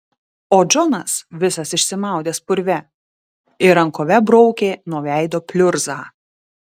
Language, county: Lithuanian, Utena